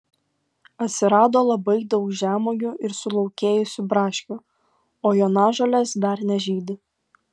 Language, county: Lithuanian, Klaipėda